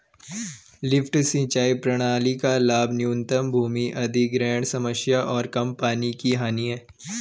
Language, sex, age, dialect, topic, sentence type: Hindi, male, 18-24, Garhwali, agriculture, statement